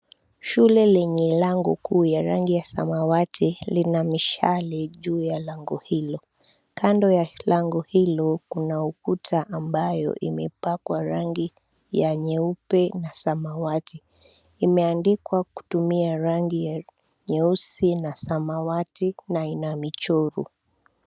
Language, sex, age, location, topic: Swahili, female, 18-24, Mombasa, education